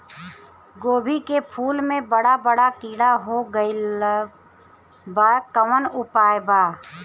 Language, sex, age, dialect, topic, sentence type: Bhojpuri, female, 31-35, Southern / Standard, agriculture, question